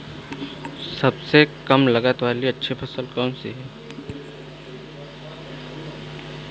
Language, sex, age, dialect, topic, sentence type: Hindi, male, 18-24, Awadhi Bundeli, agriculture, question